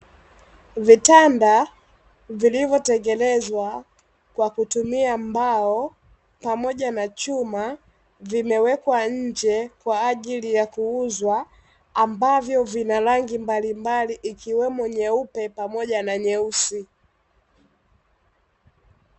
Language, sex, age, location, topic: Swahili, female, 18-24, Dar es Salaam, finance